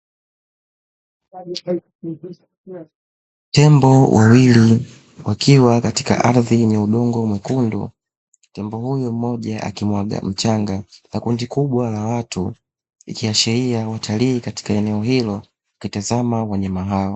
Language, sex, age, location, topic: Swahili, male, 25-35, Dar es Salaam, agriculture